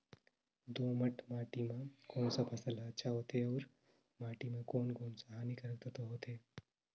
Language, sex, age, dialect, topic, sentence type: Chhattisgarhi, male, 18-24, Northern/Bhandar, agriculture, question